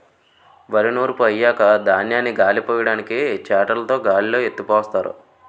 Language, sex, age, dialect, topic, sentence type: Telugu, male, 18-24, Utterandhra, agriculture, statement